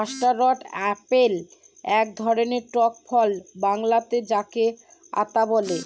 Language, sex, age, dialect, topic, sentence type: Bengali, female, 25-30, Northern/Varendri, agriculture, statement